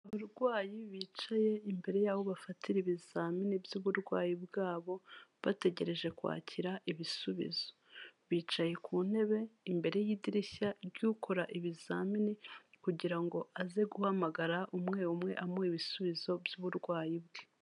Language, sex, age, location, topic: Kinyarwanda, female, 36-49, Kigali, health